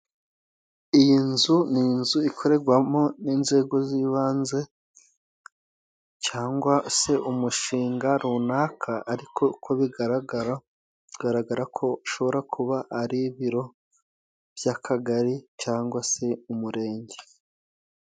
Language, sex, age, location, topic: Kinyarwanda, male, 36-49, Musanze, government